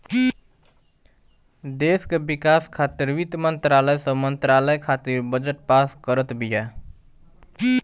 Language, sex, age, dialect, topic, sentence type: Bhojpuri, male, 18-24, Northern, banking, statement